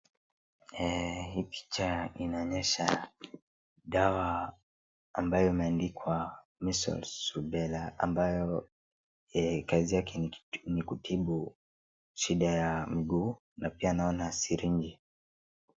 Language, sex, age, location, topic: Swahili, male, 36-49, Wajir, health